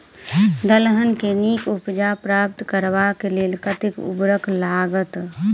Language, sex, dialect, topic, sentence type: Maithili, female, Southern/Standard, agriculture, question